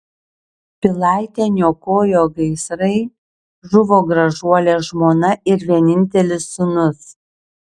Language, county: Lithuanian, Šiauliai